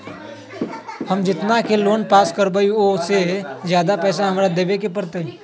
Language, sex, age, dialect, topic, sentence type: Magahi, male, 18-24, Western, banking, question